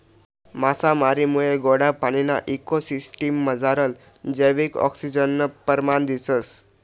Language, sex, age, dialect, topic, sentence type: Marathi, male, 18-24, Northern Konkan, agriculture, statement